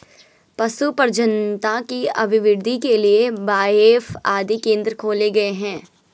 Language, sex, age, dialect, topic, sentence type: Hindi, female, 25-30, Garhwali, agriculture, statement